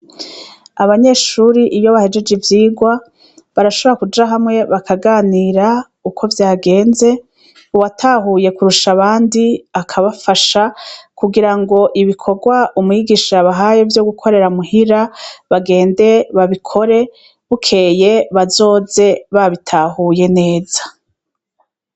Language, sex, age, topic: Rundi, female, 36-49, education